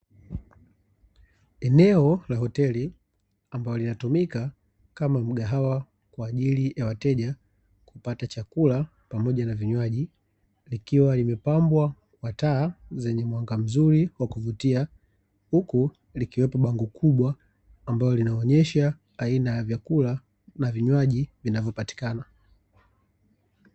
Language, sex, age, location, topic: Swahili, male, 36-49, Dar es Salaam, finance